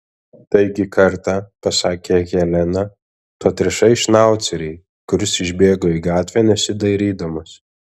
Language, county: Lithuanian, Alytus